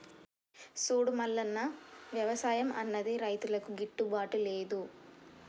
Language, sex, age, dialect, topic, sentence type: Telugu, female, 18-24, Telangana, agriculture, statement